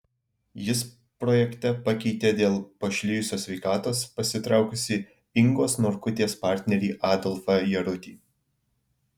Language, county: Lithuanian, Alytus